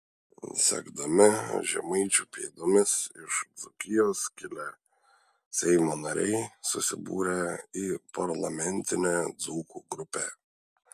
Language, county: Lithuanian, Šiauliai